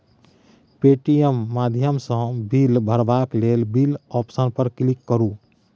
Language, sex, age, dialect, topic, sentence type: Maithili, male, 31-35, Bajjika, banking, statement